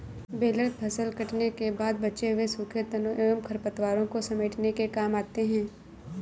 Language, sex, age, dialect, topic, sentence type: Hindi, female, 18-24, Awadhi Bundeli, agriculture, statement